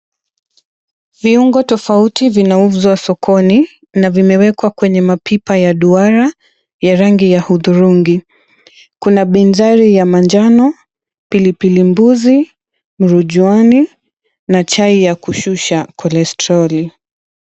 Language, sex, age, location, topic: Swahili, female, 25-35, Mombasa, agriculture